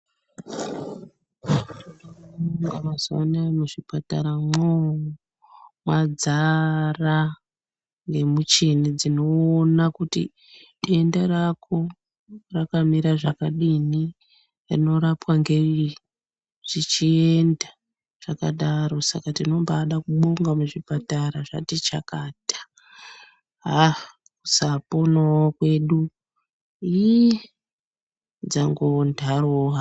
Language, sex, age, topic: Ndau, female, 36-49, health